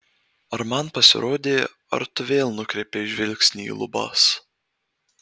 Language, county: Lithuanian, Marijampolė